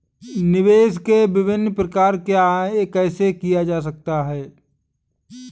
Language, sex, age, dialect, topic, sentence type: Hindi, male, 25-30, Awadhi Bundeli, banking, question